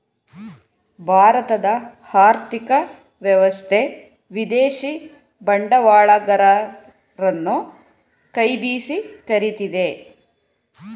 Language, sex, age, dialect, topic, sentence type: Kannada, female, 41-45, Mysore Kannada, banking, statement